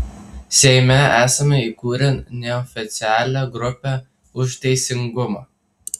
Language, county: Lithuanian, Tauragė